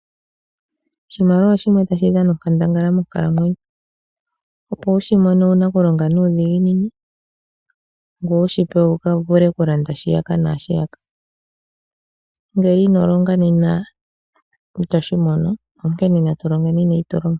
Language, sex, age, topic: Oshiwambo, female, 36-49, finance